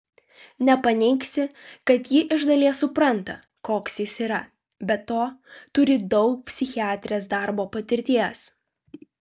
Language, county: Lithuanian, Vilnius